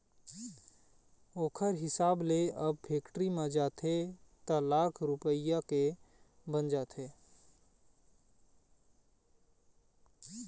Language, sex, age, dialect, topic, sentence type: Chhattisgarhi, male, 31-35, Eastern, banking, statement